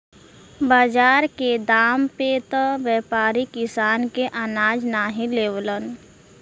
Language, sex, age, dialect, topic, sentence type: Bhojpuri, female, 18-24, Western, agriculture, statement